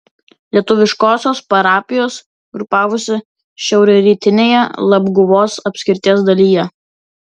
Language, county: Lithuanian, Vilnius